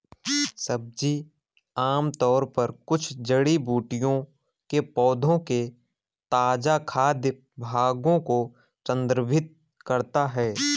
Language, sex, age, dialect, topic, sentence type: Hindi, male, 18-24, Awadhi Bundeli, agriculture, statement